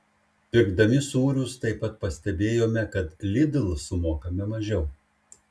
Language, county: Lithuanian, Šiauliai